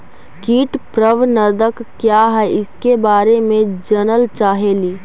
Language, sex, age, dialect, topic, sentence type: Magahi, female, 25-30, Central/Standard, agriculture, question